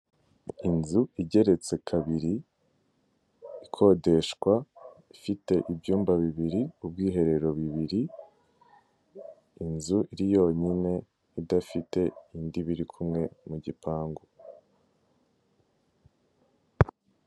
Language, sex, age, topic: Kinyarwanda, male, 18-24, finance